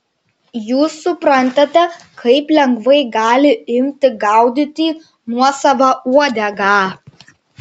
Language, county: Lithuanian, Šiauliai